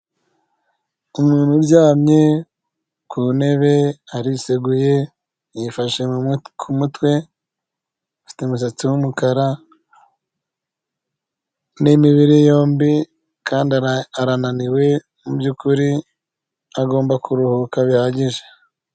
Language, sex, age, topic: Kinyarwanda, male, 25-35, finance